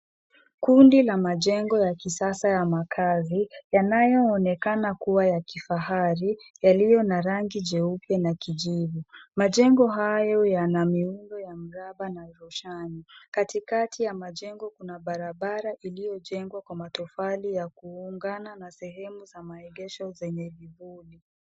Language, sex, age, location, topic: Swahili, female, 18-24, Nairobi, finance